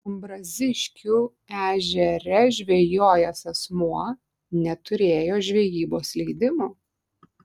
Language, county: Lithuanian, Klaipėda